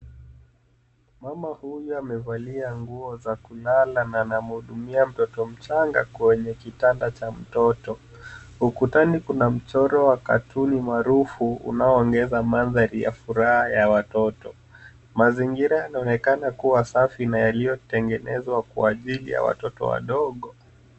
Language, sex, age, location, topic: Swahili, male, 25-35, Nairobi, health